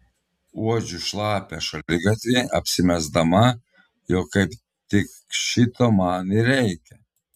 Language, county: Lithuanian, Telšiai